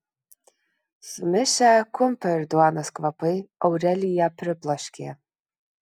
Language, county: Lithuanian, Kaunas